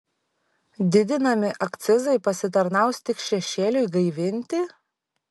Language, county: Lithuanian, Šiauliai